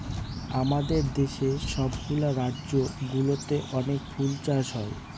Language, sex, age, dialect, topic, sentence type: Bengali, male, 18-24, Northern/Varendri, agriculture, statement